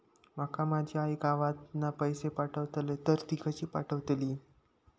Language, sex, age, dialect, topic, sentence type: Marathi, male, 51-55, Southern Konkan, banking, question